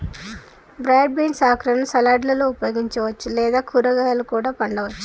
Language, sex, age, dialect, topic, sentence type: Telugu, female, 46-50, Telangana, agriculture, statement